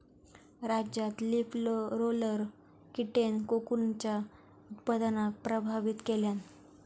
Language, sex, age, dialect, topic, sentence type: Marathi, female, 18-24, Southern Konkan, agriculture, statement